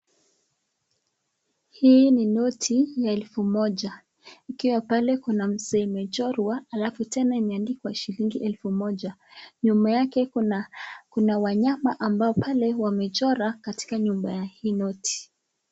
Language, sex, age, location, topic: Swahili, female, 25-35, Nakuru, finance